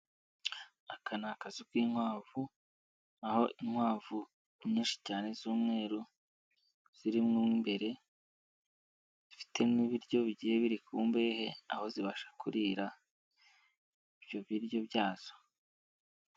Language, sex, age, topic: Kinyarwanda, male, 18-24, agriculture